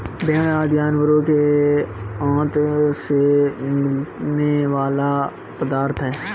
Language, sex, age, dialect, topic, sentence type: Hindi, male, 25-30, Marwari Dhudhari, agriculture, statement